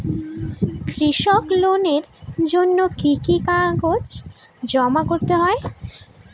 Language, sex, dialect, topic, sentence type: Bengali, female, Northern/Varendri, banking, question